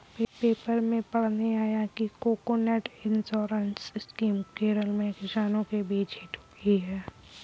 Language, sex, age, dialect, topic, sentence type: Hindi, female, 18-24, Kanauji Braj Bhasha, agriculture, statement